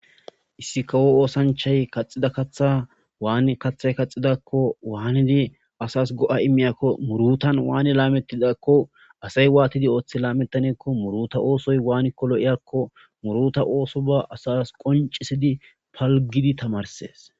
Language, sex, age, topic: Gamo, male, 25-35, agriculture